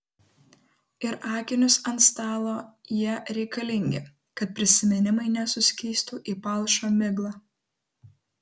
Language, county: Lithuanian, Kaunas